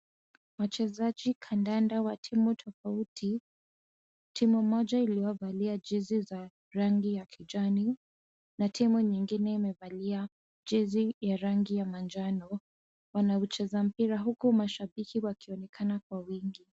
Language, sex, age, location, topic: Swahili, female, 18-24, Kisumu, government